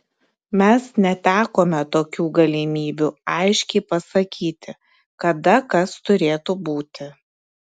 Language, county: Lithuanian, Klaipėda